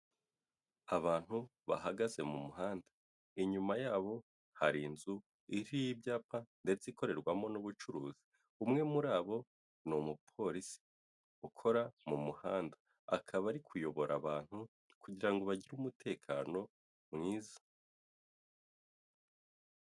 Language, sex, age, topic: Kinyarwanda, male, 18-24, government